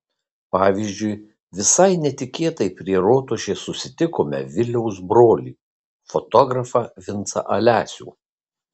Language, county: Lithuanian, Kaunas